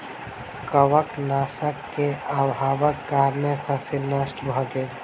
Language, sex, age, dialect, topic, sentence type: Maithili, male, 18-24, Southern/Standard, agriculture, statement